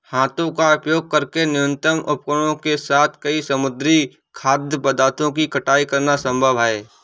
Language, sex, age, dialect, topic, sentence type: Hindi, male, 25-30, Awadhi Bundeli, agriculture, statement